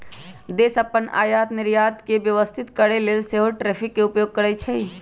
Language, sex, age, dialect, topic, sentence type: Magahi, male, 31-35, Western, banking, statement